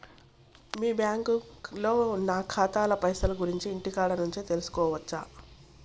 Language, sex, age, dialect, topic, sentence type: Telugu, female, 46-50, Telangana, banking, question